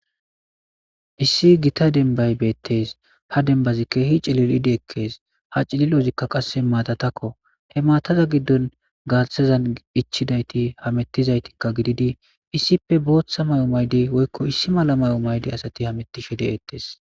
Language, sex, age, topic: Gamo, male, 25-35, government